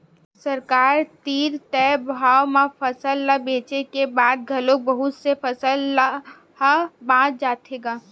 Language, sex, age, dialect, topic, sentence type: Chhattisgarhi, female, 18-24, Western/Budati/Khatahi, agriculture, statement